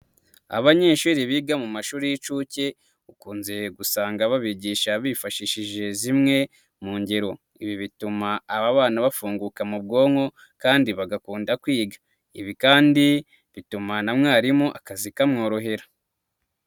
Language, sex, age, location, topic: Kinyarwanda, male, 25-35, Nyagatare, education